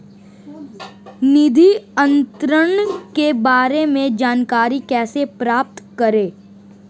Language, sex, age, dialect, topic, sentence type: Hindi, male, 18-24, Marwari Dhudhari, banking, question